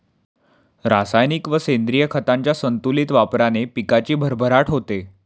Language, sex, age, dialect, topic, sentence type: Marathi, male, 18-24, Standard Marathi, agriculture, statement